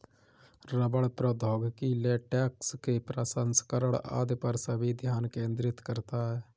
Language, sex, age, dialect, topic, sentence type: Hindi, male, 25-30, Kanauji Braj Bhasha, agriculture, statement